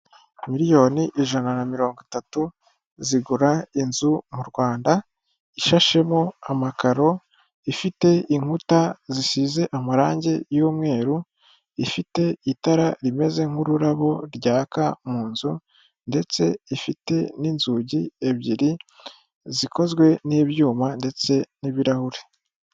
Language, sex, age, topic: Kinyarwanda, male, 18-24, finance